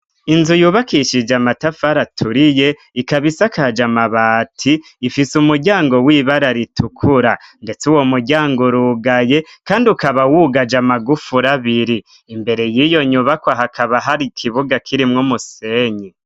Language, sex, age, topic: Rundi, male, 25-35, education